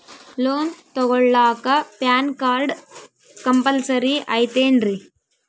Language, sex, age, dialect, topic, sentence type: Kannada, female, 18-24, Central, banking, question